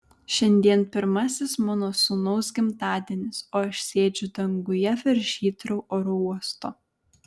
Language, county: Lithuanian, Vilnius